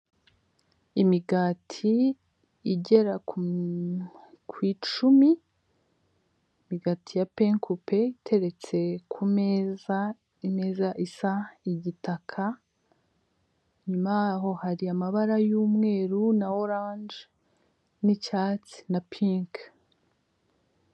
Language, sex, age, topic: Kinyarwanda, female, 25-35, finance